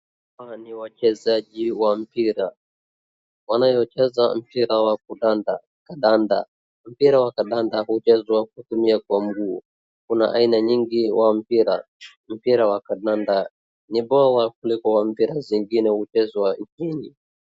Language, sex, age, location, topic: Swahili, male, 36-49, Wajir, government